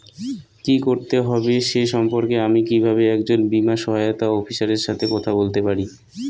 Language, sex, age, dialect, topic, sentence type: Bengali, male, 25-30, Rajbangshi, banking, question